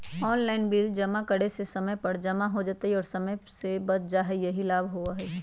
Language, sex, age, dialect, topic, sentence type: Magahi, female, 36-40, Western, banking, question